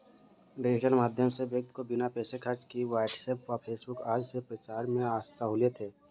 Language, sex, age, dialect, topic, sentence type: Hindi, male, 56-60, Kanauji Braj Bhasha, banking, statement